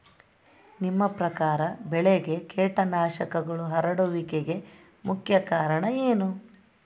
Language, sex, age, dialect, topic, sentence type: Kannada, female, 31-35, Central, agriculture, question